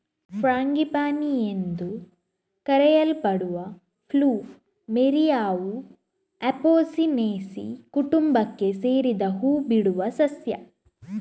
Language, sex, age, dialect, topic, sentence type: Kannada, female, 18-24, Coastal/Dakshin, agriculture, statement